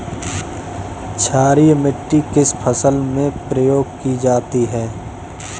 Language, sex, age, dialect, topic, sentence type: Hindi, male, 25-30, Kanauji Braj Bhasha, agriculture, question